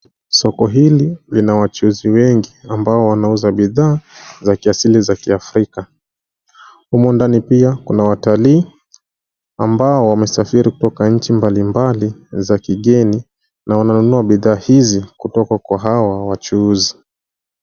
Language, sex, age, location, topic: Swahili, male, 25-35, Nairobi, finance